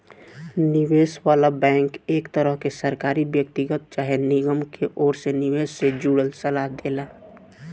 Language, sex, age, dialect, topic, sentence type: Bhojpuri, male, 18-24, Southern / Standard, banking, statement